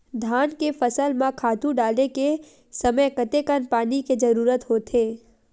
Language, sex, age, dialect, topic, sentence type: Chhattisgarhi, female, 18-24, Western/Budati/Khatahi, agriculture, question